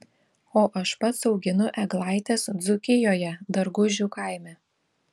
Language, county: Lithuanian, Šiauliai